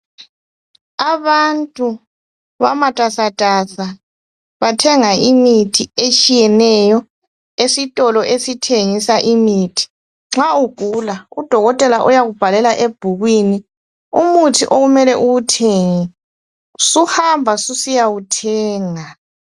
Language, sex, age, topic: North Ndebele, female, 36-49, health